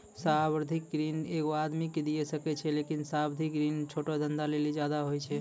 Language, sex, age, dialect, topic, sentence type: Maithili, male, 25-30, Angika, banking, statement